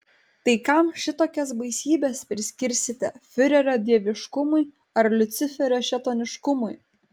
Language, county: Lithuanian, Kaunas